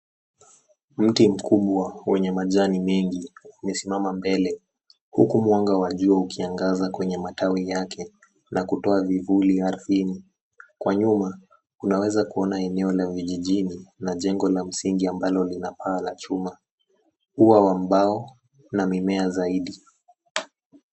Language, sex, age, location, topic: Swahili, male, 18-24, Nairobi, health